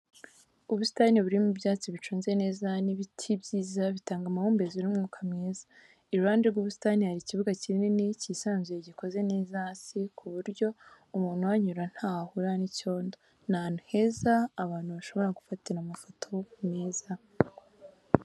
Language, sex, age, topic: Kinyarwanda, female, 18-24, education